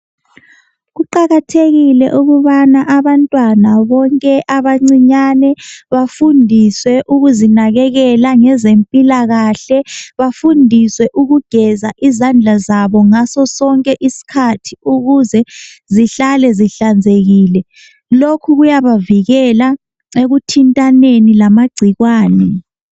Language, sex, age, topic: North Ndebele, male, 25-35, health